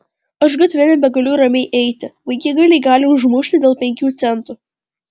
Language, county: Lithuanian, Vilnius